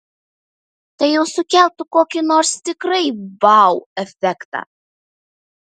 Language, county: Lithuanian, Vilnius